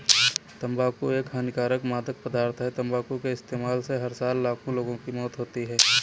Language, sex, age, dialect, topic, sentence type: Hindi, male, 25-30, Kanauji Braj Bhasha, agriculture, statement